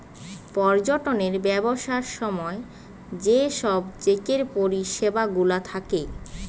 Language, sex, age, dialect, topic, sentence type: Bengali, female, 18-24, Western, banking, statement